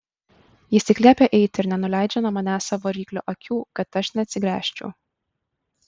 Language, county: Lithuanian, Kaunas